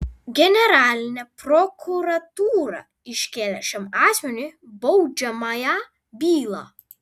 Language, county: Lithuanian, Vilnius